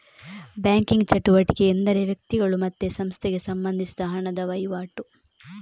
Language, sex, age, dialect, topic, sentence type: Kannada, female, 18-24, Coastal/Dakshin, banking, statement